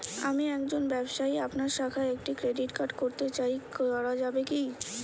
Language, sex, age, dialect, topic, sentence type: Bengali, female, 25-30, Northern/Varendri, banking, question